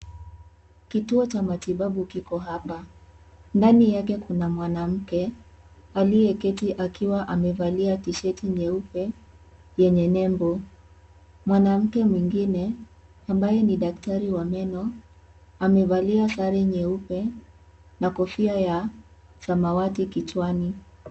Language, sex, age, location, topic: Swahili, female, 18-24, Kisii, health